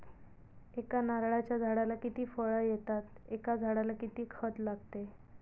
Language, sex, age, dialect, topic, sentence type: Marathi, female, 31-35, Northern Konkan, agriculture, question